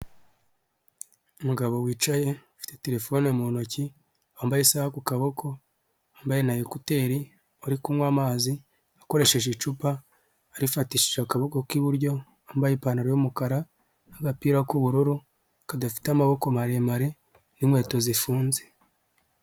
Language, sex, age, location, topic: Kinyarwanda, male, 25-35, Huye, health